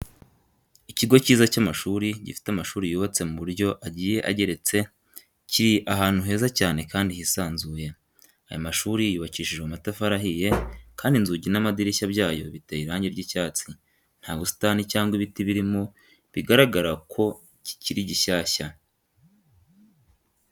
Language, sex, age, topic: Kinyarwanda, male, 18-24, education